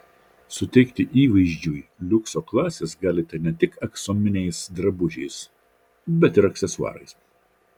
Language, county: Lithuanian, Vilnius